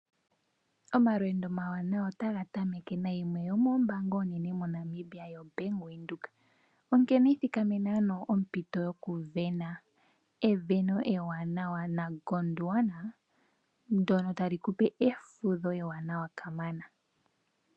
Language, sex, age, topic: Oshiwambo, female, 18-24, finance